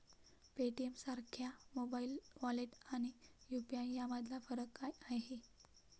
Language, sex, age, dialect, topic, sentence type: Marathi, female, 60-100, Standard Marathi, banking, question